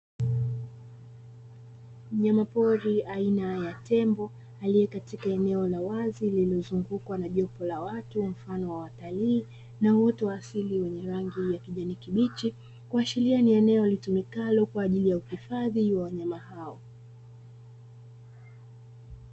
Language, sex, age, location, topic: Swahili, female, 25-35, Dar es Salaam, agriculture